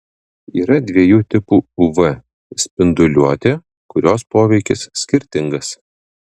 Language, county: Lithuanian, Kaunas